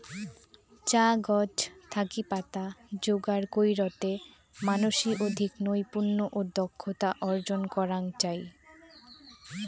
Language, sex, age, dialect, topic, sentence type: Bengali, female, 18-24, Rajbangshi, agriculture, statement